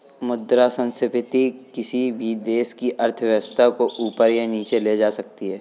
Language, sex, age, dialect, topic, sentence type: Hindi, male, 25-30, Kanauji Braj Bhasha, banking, statement